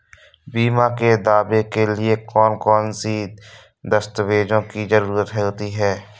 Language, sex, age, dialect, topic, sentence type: Hindi, male, 18-24, Awadhi Bundeli, banking, question